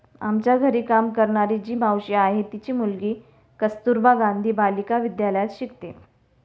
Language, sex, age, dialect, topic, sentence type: Marathi, female, 36-40, Standard Marathi, banking, statement